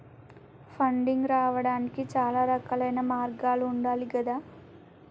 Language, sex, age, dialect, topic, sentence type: Telugu, female, 18-24, Telangana, banking, statement